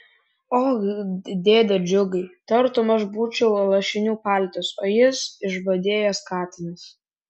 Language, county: Lithuanian, Vilnius